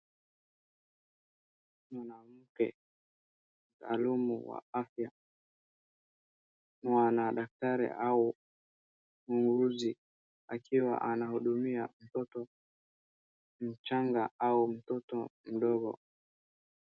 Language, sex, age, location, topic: Swahili, male, 36-49, Wajir, health